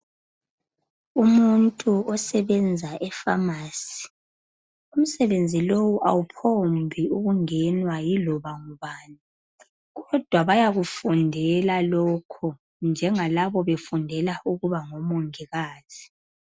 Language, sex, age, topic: North Ndebele, male, 25-35, health